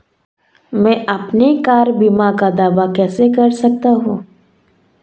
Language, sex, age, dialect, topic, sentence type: Hindi, female, 18-24, Marwari Dhudhari, banking, question